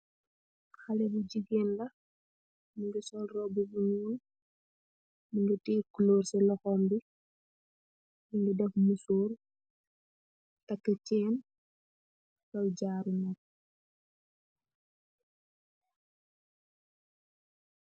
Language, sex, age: Wolof, female, 18-24